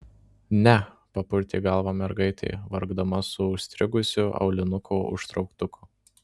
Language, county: Lithuanian, Marijampolė